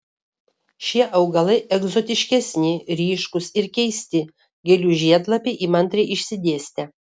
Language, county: Lithuanian, Kaunas